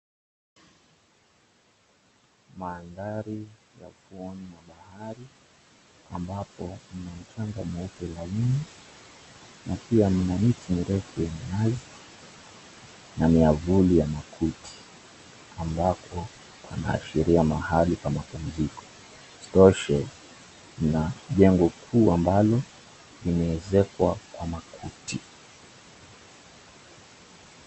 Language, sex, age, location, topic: Swahili, male, 36-49, Mombasa, government